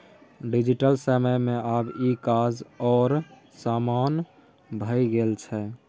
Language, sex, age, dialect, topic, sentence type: Maithili, male, 18-24, Bajjika, banking, statement